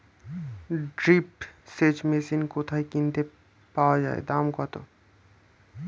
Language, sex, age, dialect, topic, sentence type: Bengali, male, 18-24, Standard Colloquial, agriculture, question